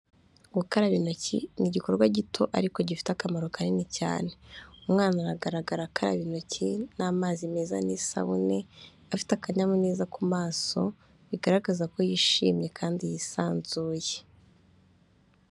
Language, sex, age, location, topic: Kinyarwanda, female, 25-35, Kigali, health